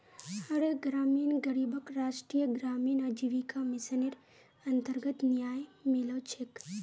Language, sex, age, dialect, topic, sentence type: Magahi, female, 18-24, Northeastern/Surjapuri, banking, statement